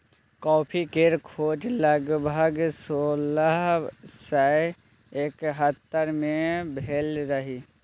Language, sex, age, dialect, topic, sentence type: Maithili, male, 18-24, Bajjika, agriculture, statement